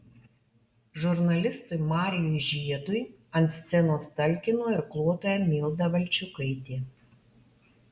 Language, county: Lithuanian, Alytus